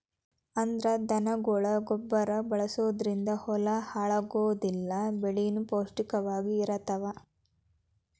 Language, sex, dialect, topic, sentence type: Kannada, female, Dharwad Kannada, agriculture, statement